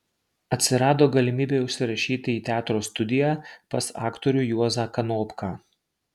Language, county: Lithuanian, Marijampolė